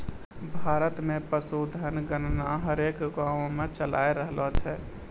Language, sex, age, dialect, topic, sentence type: Maithili, male, 25-30, Angika, agriculture, statement